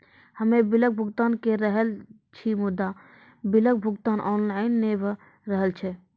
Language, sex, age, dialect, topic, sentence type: Maithili, female, 18-24, Angika, banking, question